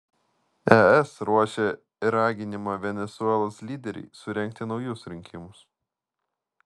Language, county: Lithuanian, Vilnius